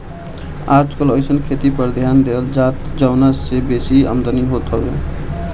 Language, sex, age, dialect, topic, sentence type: Bhojpuri, male, 18-24, Northern, agriculture, statement